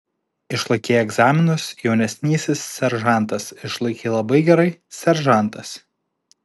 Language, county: Lithuanian, Alytus